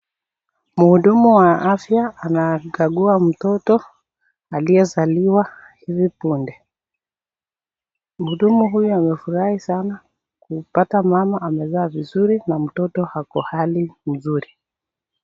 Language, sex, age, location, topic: Swahili, female, 36-49, Nakuru, health